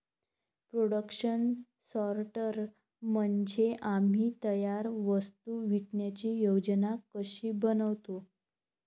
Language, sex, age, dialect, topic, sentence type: Marathi, female, 25-30, Varhadi, agriculture, statement